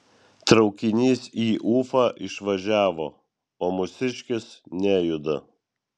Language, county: Lithuanian, Vilnius